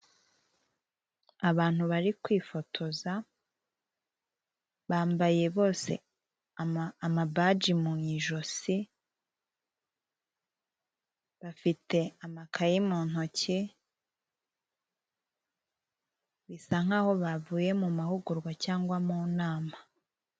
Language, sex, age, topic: Kinyarwanda, female, 18-24, government